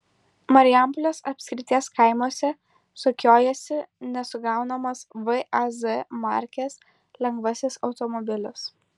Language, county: Lithuanian, Kaunas